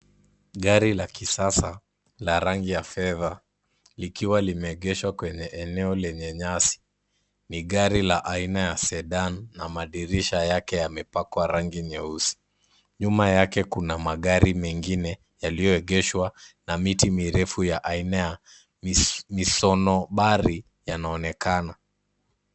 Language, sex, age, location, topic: Swahili, male, 18-24, Kisumu, finance